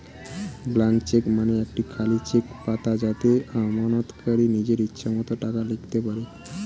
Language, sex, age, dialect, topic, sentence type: Bengali, male, 18-24, Standard Colloquial, banking, statement